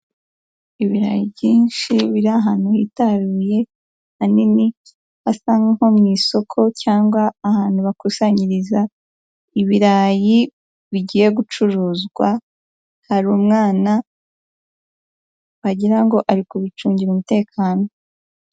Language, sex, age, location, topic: Kinyarwanda, female, 18-24, Huye, agriculture